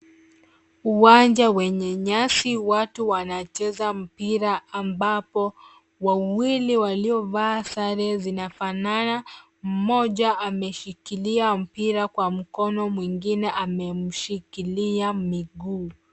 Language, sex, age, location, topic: Swahili, female, 25-35, Nairobi, education